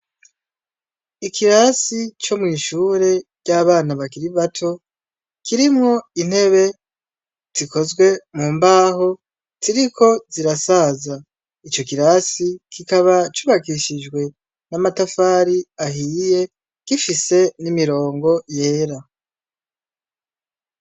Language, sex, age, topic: Rundi, male, 18-24, education